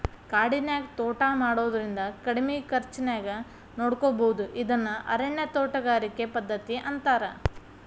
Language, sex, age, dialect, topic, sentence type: Kannada, female, 31-35, Dharwad Kannada, agriculture, statement